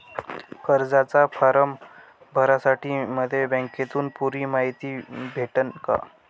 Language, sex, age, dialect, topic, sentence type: Marathi, male, 18-24, Varhadi, banking, question